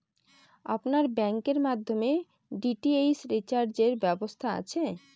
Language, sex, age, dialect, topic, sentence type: Bengali, female, 25-30, Northern/Varendri, banking, question